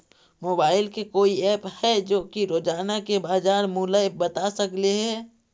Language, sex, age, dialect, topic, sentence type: Magahi, male, 25-30, Central/Standard, agriculture, question